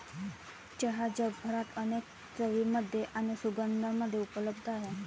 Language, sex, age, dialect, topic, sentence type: Marathi, female, 18-24, Varhadi, agriculture, statement